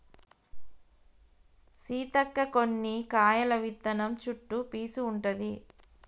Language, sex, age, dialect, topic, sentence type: Telugu, female, 31-35, Telangana, agriculture, statement